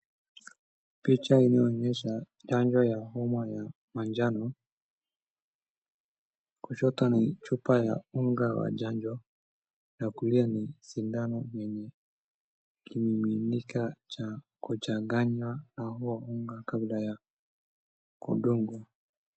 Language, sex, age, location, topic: Swahili, male, 18-24, Wajir, health